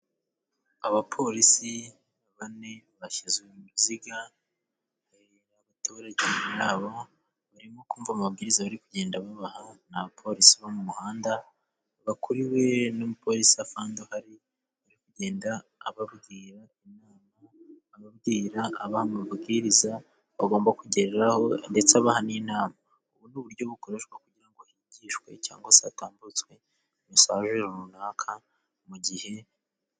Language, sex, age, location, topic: Kinyarwanda, male, 18-24, Musanze, government